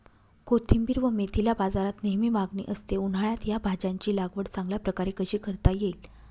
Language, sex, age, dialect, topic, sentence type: Marathi, female, 31-35, Northern Konkan, agriculture, question